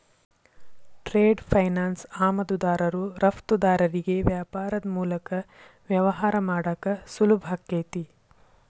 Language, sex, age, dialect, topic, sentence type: Kannada, female, 51-55, Dharwad Kannada, banking, statement